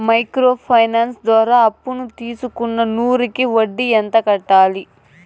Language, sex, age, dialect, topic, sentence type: Telugu, female, 18-24, Southern, banking, question